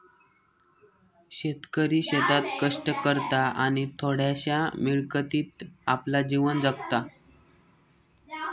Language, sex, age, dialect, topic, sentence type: Marathi, male, 18-24, Southern Konkan, agriculture, statement